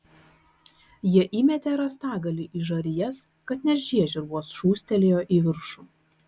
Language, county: Lithuanian, Kaunas